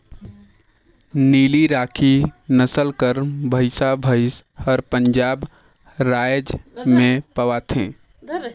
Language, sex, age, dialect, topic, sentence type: Chhattisgarhi, male, 18-24, Northern/Bhandar, agriculture, statement